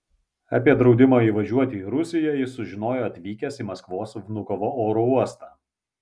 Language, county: Lithuanian, Vilnius